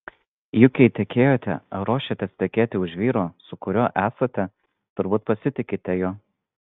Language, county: Lithuanian, Vilnius